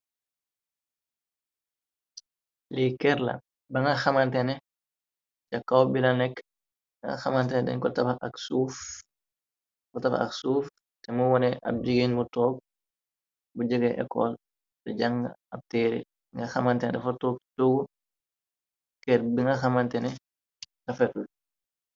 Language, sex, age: Wolof, male, 18-24